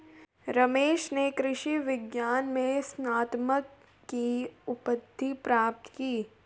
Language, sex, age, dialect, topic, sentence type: Hindi, female, 36-40, Garhwali, agriculture, statement